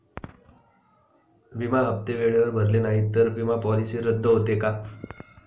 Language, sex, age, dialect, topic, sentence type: Marathi, male, 31-35, Standard Marathi, banking, question